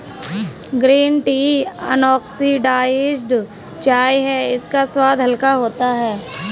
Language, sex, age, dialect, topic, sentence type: Hindi, female, 18-24, Kanauji Braj Bhasha, agriculture, statement